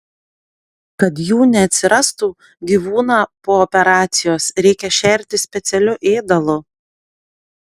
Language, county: Lithuanian, Panevėžys